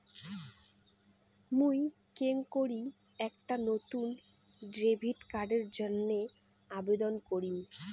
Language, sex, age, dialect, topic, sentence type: Bengali, female, 18-24, Rajbangshi, banking, statement